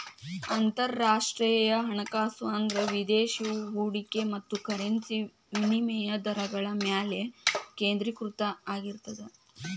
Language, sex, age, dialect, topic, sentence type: Kannada, male, 18-24, Dharwad Kannada, banking, statement